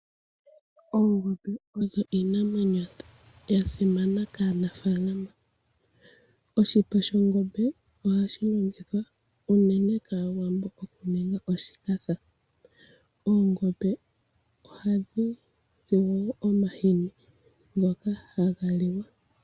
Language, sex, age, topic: Oshiwambo, female, 25-35, agriculture